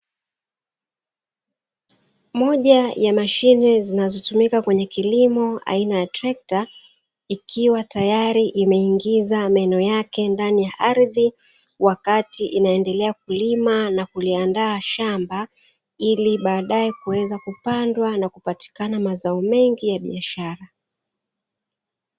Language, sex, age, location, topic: Swahili, female, 36-49, Dar es Salaam, agriculture